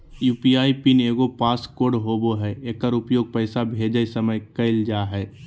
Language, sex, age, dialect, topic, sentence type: Magahi, male, 18-24, Southern, banking, statement